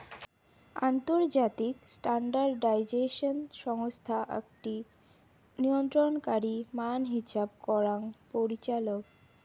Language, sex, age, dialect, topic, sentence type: Bengali, female, 18-24, Rajbangshi, banking, statement